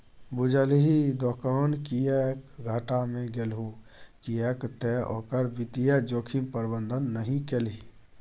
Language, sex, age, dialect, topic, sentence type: Maithili, male, 25-30, Bajjika, banking, statement